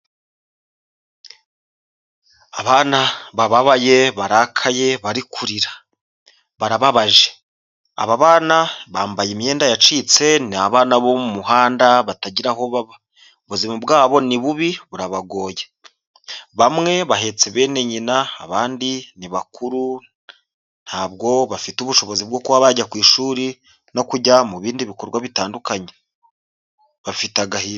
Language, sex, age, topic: Kinyarwanda, male, 25-35, health